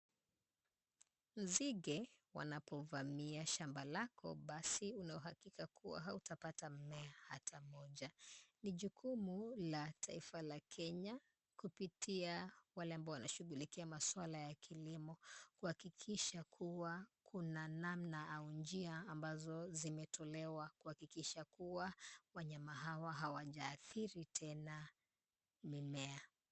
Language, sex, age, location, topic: Swahili, female, 25-35, Kisumu, health